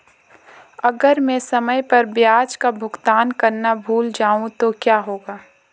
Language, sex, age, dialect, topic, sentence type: Hindi, female, 18-24, Marwari Dhudhari, banking, question